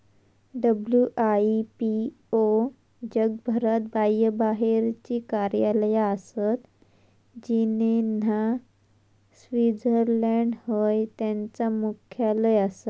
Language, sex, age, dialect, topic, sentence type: Marathi, female, 18-24, Southern Konkan, banking, statement